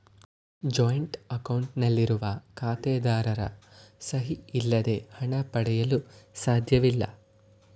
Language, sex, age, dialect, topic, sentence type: Kannada, male, 18-24, Mysore Kannada, banking, statement